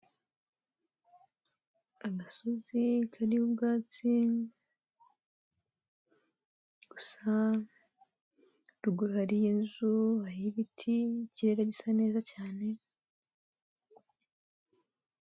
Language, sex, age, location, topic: Kinyarwanda, female, 18-24, Kigali, agriculture